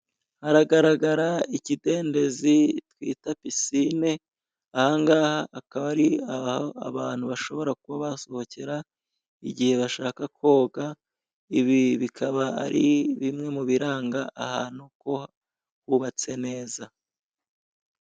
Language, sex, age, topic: Kinyarwanda, female, 25-35, finance